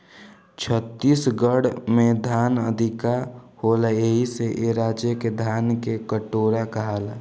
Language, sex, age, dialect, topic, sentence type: Bhojpuri, male, <18, Southern / Standard, agriculture, statement